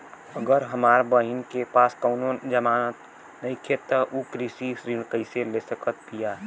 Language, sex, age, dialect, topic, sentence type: Bhojpuri, male, 18-24, Southern / Standard, agriculture, statement